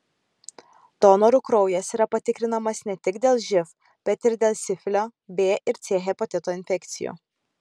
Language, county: Lithuanian, Kaunas